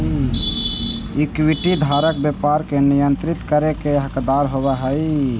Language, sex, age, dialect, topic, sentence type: Magahi, male, 18-24, Central/Standard, banking, statement